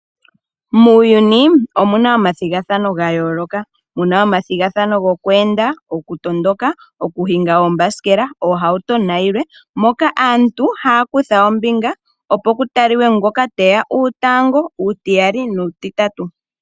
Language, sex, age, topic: Oshiwambo, female, 18-24, agriculture